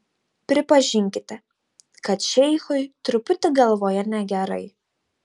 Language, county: Lithuanian, Tauragė